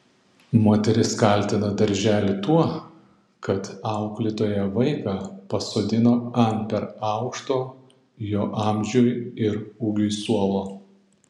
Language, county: Lithuanian, Panevėžys